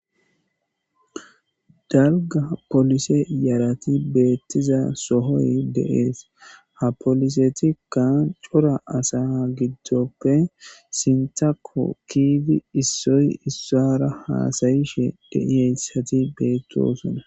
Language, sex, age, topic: Gamo, male, 18-24, government